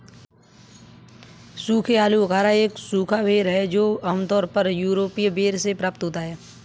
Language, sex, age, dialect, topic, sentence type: Hindi, male, 25-30, Kanauji Braj Bhasha, agriculture, statement